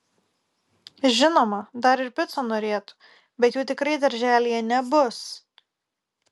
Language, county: Lithuanian, Kaunas